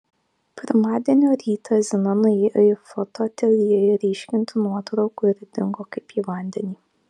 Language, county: Lithuanian, Kaunas